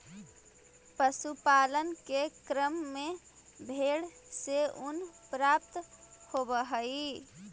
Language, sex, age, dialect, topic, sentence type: Magahi, female, 18-24, Central/Standard, agriculture, statement